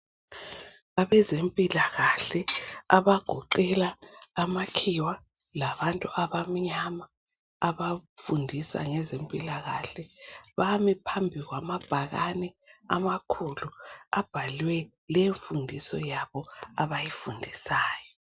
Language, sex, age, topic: North Ndebele, female, 36-49, health